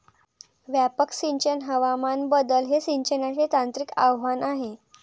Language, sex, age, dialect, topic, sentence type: Marathi, female, 18-24, Varhadi, agriculture, statement